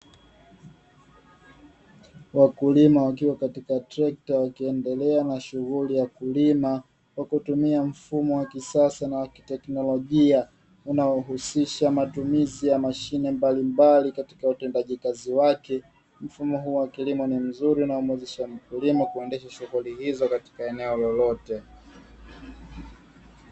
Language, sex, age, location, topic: Swahili, male, 25-35, Dar es Salaam, agriculture